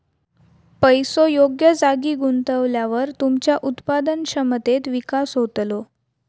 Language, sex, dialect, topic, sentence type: Marathi, female, Southern Konkan, banking, statement